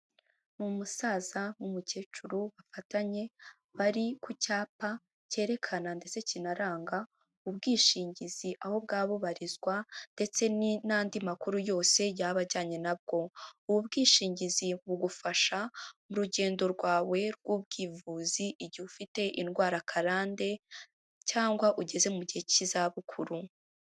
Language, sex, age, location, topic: Kinyarwanda, female, 18-24, Huye, finance